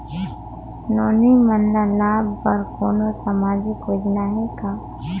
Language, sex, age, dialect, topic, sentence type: Chhattisgarhi, female, 25-30, Northern/Bhandar, banking, statement